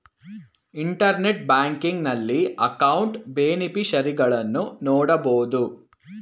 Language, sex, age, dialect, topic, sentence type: Kannada, male, 18-24, Mysore Kannada, banking, statement